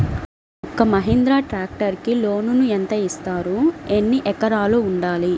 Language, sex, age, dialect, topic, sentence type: Telugu, female, 25-30, Central/Coastal, agriculture, question